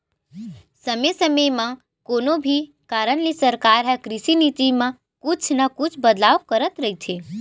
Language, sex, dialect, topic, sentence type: Chhattisgarhi, female, Western/Budati/Khatahi, agriculture, statement